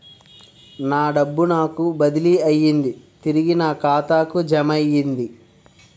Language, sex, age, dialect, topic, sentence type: Telugu, male, 46-50, Utterandhra, banking, statement